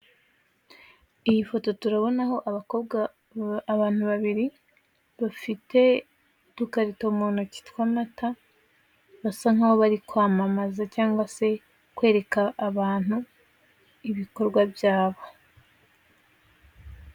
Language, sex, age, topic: Kinyarwanda, female, 18-24, finance